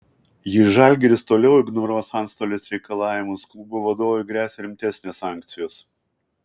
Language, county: Lithuanian, Kaunas